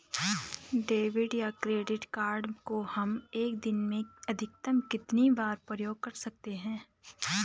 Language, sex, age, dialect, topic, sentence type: Hindi, female, 25-30, Garhwali, banking, question